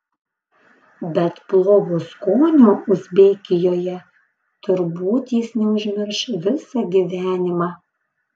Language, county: Lithuanian, Panevėžys